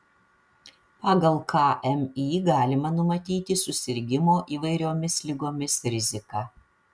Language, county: Lithuanian, Vilnius